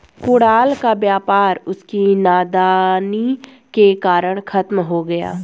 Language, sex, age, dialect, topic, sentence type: Hindi, female, 18-24, Hindustani Malvi Khadi Boli, banking, statement